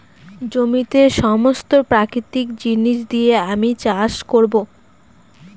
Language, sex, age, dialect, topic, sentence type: Bengali, female, 18-24, Northern/Varendri, agriculture, statement